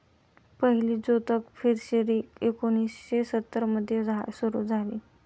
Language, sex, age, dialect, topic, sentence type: Marathi, male, 25-30, Standard Marathi, agriculture, statement